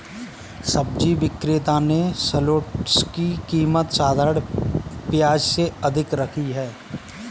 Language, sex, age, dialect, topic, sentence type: Hindi, male, 25-30, Kanauji Braj Bhasha, agriculture, statement